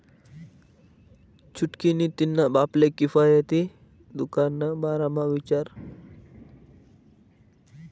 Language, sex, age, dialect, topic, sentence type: Marathi, male, 18-24, Northern Konkan, banking, statement